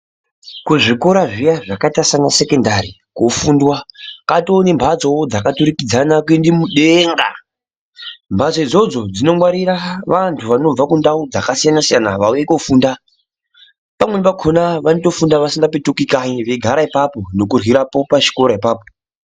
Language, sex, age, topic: Ndau, male, 50+, education